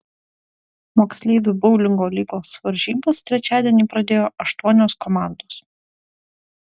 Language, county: Lithuanian, Utena